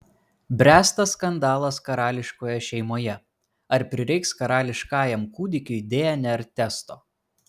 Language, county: Lithuanian, Kaunas